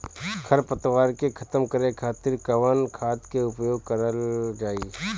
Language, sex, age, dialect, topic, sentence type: Bhojpuri, male, 25-30, Northern, agriculture, question